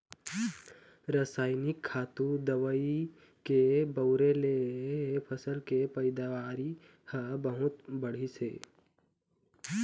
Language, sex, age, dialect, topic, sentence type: Chhattisgarhi, male, 18-24, Eastern, agriculture, statement